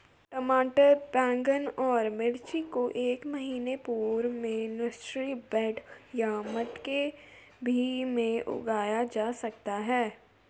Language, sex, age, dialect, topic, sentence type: Hindi, female, 36-40, Garhwali, agriculture, statement